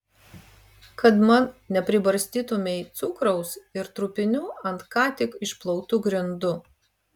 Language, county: Lithuanian, Vilnius